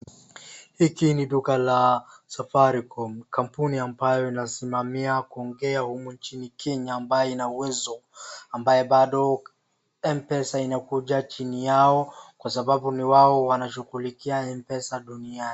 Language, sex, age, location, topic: Swahili, female, 36-49, Wajir, finance